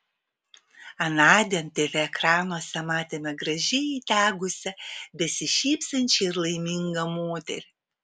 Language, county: Lithuanian, Vilnius